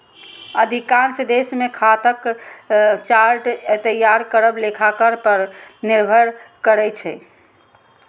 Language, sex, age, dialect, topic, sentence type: Maithili, female, 60-100, Eastern / Thethi, banking, statement